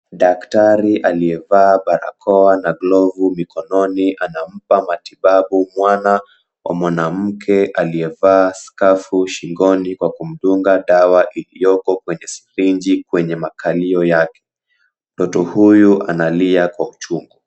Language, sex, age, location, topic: Swahili, male, 18-24, Mombasa, health